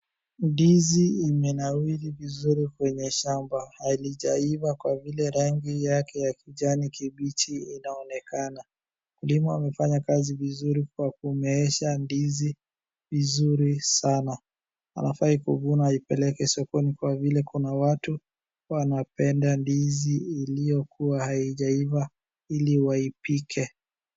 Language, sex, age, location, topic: Swahili, male, 18-24, Wajir, agriculture